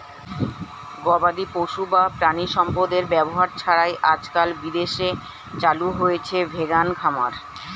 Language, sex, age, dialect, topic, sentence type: Bengali, male, 36-40, Standard Colloquial, agriculture, statement